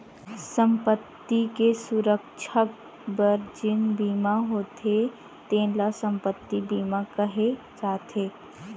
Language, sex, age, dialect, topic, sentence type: Chhattisgarhi, female, 25-30, Western/Budati/Khatahi, banking, statement